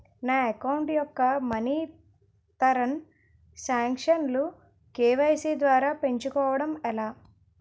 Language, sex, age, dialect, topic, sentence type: Telugu, female, 18-24, Utterandhra, banking, question